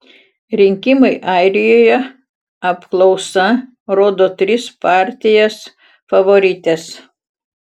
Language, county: Lithuanian, Utena